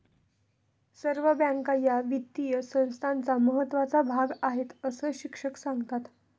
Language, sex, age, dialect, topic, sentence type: Marathi, female, 25-30, Northern Konkan, banking, statement